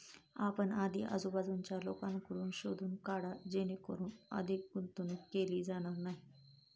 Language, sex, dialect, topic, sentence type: Marathi, female, Standard Marathi, banking, statement